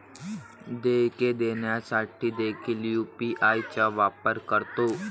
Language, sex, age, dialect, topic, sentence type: Marathi, male, 18-24, Varhadi, banking, statement